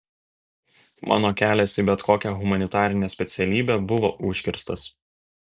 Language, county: Lithuanian, Vilnius